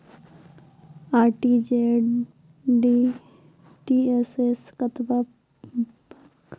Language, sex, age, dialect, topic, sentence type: Maithili, female, 18-24, Angika, banking, question